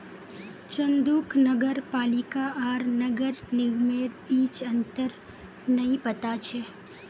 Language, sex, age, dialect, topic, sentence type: Magahi, female, 18-24, Northeastern/Surjapuri, banking, statement